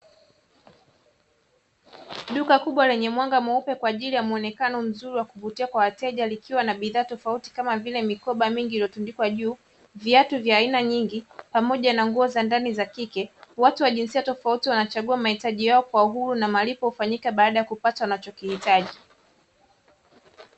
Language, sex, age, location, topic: Swahili, female, 25-35, Dar es Salaam, finance